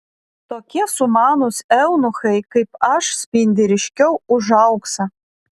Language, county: Lithuanian, Vilnius